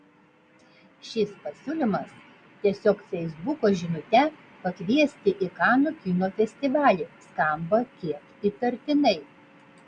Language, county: Lithuanian, Vilnius